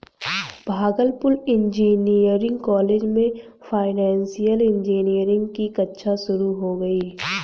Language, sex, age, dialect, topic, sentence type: Hindi, female, 31-35, Hindustani Malvi Khadi Boli, banking, statement